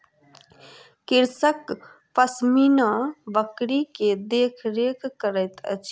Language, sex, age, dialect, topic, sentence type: Maithili, female, 36-40, Southern/Standard, agriculture, statement